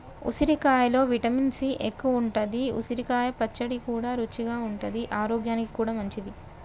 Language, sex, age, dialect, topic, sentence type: Telugu, female, 25-30, Telangana, agriculture, statement